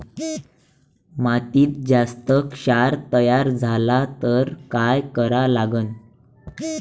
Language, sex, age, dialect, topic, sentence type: Marathi, male, 18-24, Varhadi, agriculture, question